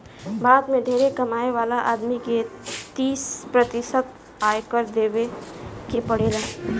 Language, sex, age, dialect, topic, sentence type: Bhojpuri, female, 18-24, Southern / Standard, banking, statement